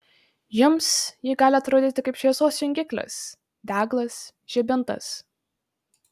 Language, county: Lithuanian, Marijampolė